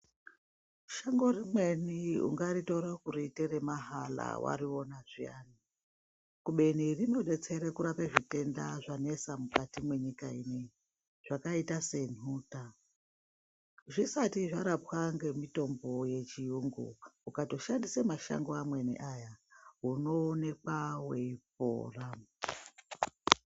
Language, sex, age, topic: Ndau, female, 36-49, health